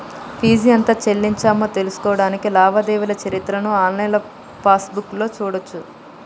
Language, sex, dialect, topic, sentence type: Telugu, female, Telangana, banking, statement